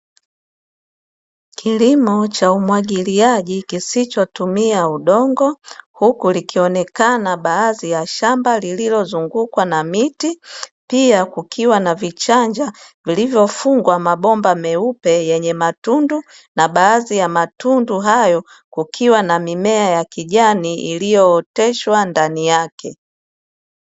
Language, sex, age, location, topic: Swahili, female, 36-49, Dar es Salaam, agriculture